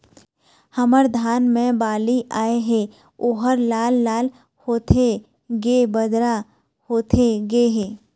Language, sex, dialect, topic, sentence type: Chhattisgarhi, female, Eastern, agriculture, question